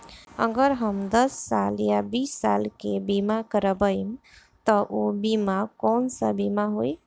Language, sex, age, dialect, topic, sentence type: Bhojpuri, female, 25-30, Northern, banking, question